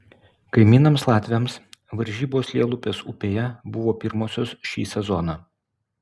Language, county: Lithuanian, Utena